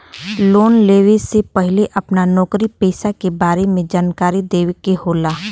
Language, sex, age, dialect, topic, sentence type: Bhojpuri, female, 18-24, Western, banking, question